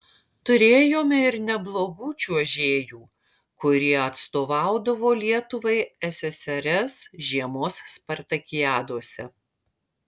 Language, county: Lithuanian, Marijampolė